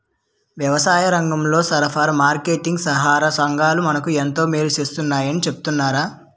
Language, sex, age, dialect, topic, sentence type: Telugu, male, 18-24, Utterandhra, agriculture, statement